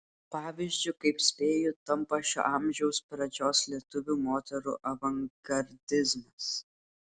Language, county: Lithuanian, Klaipėda